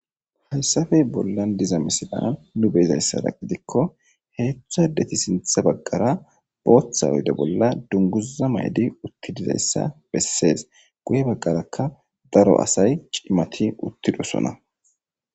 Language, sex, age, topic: Gamo, male, 18-24, government